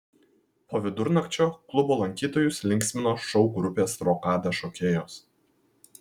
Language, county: Lithuanian, Kaunas